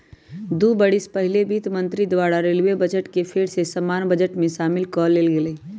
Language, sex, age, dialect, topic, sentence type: Magahi, female, 31-35, Western, banking, statement